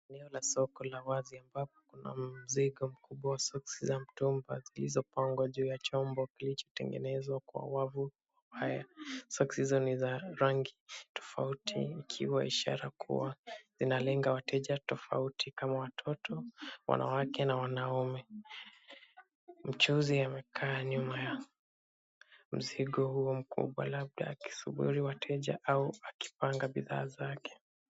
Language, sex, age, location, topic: Swahili, male, 25-35, Kisumu, finance